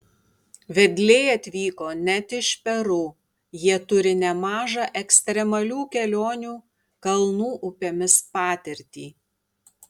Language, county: Lithuanian, Tauragė